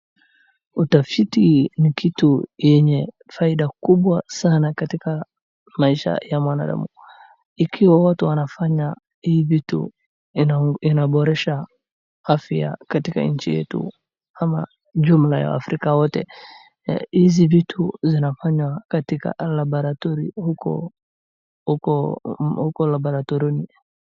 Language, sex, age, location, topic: Swahili, male, 18-24, Wajir, agriculture